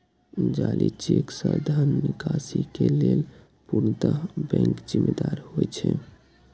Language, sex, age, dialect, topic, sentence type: Maithili, male, 18-24, Eastern / Thethi, banking, statement